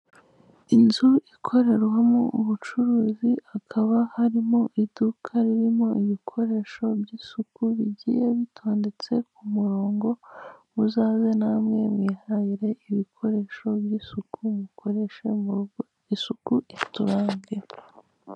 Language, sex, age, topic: Kinyarwanda, female, 25-35, finance